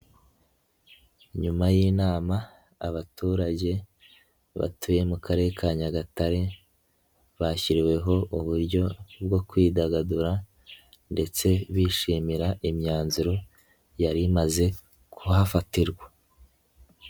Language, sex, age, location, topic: Kinyarwanda, male, 18-24, Nyagatare, government